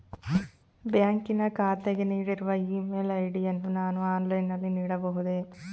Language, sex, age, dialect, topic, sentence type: Kannada, female, 31-35, Mysore Kannada, banking, question